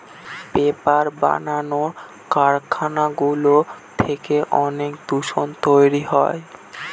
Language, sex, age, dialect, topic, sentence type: Bengali, male, 18-24, Northern/Varendri, agriculture, statement